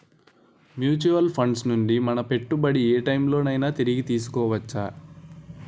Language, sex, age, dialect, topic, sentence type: Telugu, male, 18-24, Utterandhra, banking, question